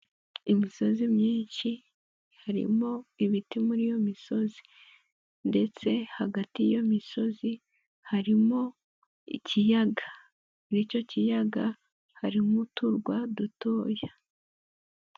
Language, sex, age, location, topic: Kinyarwanda, female, 18-24, Nyagatare, agriculture